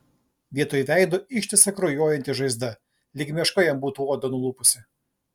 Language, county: Lithuanian, Klaipėda